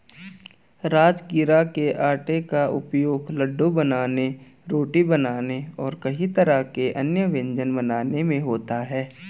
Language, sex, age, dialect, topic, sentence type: Hindi, male, 18-24, Garhwali, agriculture, statement